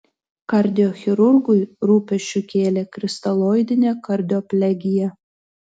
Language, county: Lithuanian, Telšiai